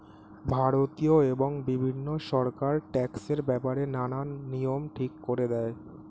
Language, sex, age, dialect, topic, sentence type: Bengali, male, 18-24, Standard Colloquial, banking, statement